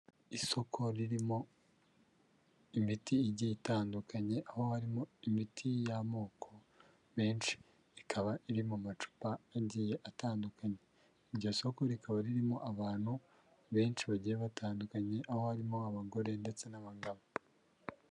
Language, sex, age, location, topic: Kinyarwanda, male, 36-49, Huye, health